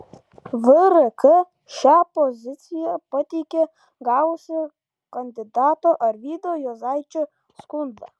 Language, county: Lithuanian, Kaunas